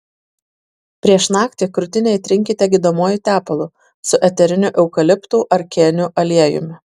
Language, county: Lithuanian, Vilnius